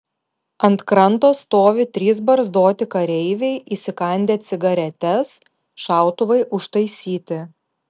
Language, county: Lithuanian, Panevėžys